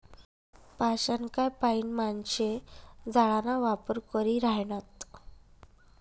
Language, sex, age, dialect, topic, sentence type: Marathi, female, 18-24, Northern Konkan, agriculture, statement